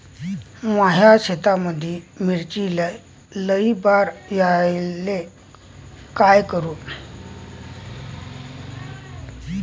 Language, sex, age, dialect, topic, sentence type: Marathi, male, 18-24, Varhadi, agriculture, question